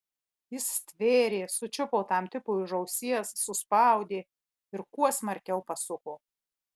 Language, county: Lithuanian, Marijampolė